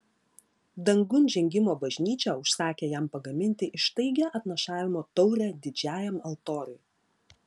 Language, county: Lithuanian, Klaipėda